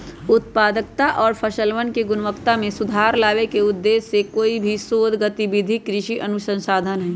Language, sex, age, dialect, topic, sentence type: Magahi, female, 18-24, Western, agriculture, statement